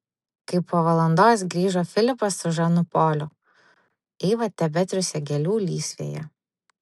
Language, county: Lithuanian, Vilnius